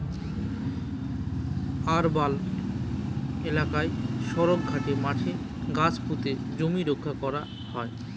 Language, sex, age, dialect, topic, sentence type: Bengali, male, 25-30, Northern/Varendri, agriculture, statement